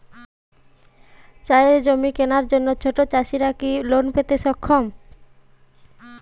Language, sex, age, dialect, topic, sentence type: Bengali, female, 18-24, Jharkhandi, agriculture, statement